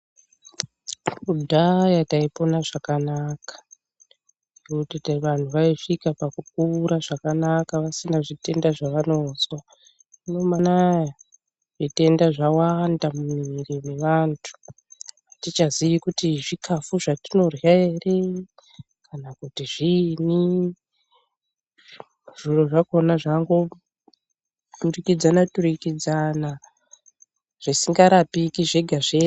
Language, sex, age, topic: Ndau, female, 36-49, health